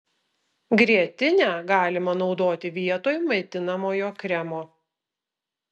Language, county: Lithuanian, Utena